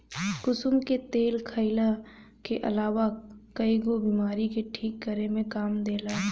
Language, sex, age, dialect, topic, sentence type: Bhojpuri, female, 18-24, Northern, agriculture, statement